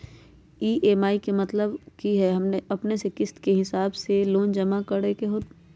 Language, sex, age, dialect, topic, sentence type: Magahi, female, 31-35, Western, banking, question